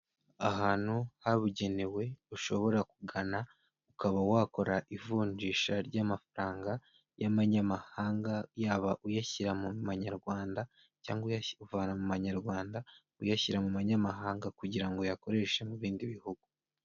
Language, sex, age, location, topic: Kinyarwanda, male, 18-24, Kigali, finance